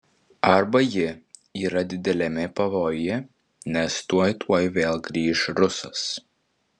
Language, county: Lithuanian, Vilnius